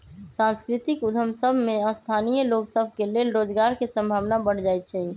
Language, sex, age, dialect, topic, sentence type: Magahi, male, 25-30, Western, banking, statement